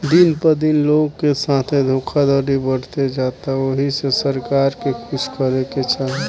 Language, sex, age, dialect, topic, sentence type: Bhojpuri, male, 18-24, Southern / Standard, banking, statement